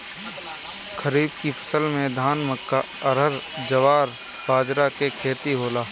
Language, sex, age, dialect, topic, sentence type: Bhojpuri, male, 18-24, Northern, agriculture, statement